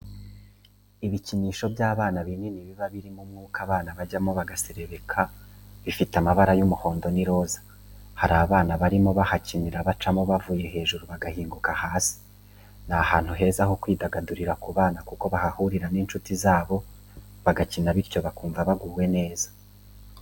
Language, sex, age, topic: Kinyarwanda, male, 25-35, education